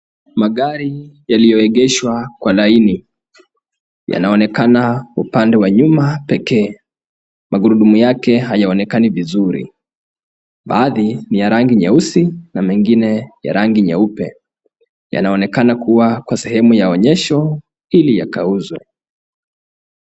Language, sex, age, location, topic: Swahili, male, 25-35, Kisumu, finance